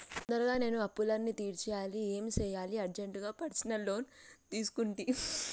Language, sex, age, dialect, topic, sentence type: Telugu, female, 25-30, Telangana, banking, statement